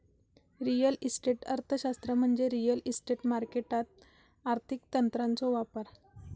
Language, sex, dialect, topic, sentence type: Marathi, female, Southern Konkan, banking, statement